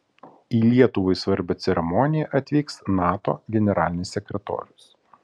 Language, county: Lithuanian, Kaunas